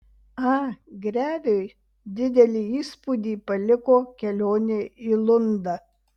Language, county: Lithuanian, Vilnius